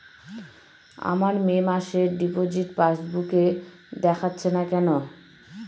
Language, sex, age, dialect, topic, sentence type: Bengali, female, 31-35, Northern/Varendri, banking, question